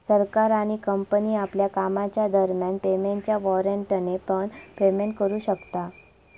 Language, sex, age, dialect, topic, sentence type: Marathi, female, 25-30, Southern Konkan, banking, statement